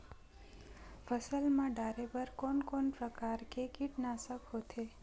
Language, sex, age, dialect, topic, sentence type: Chhattisgarhi, female, 60-100, Western/Budati/Khatahi, agriculture, question